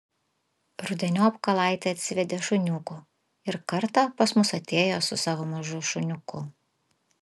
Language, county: Lithuanian, Vilnius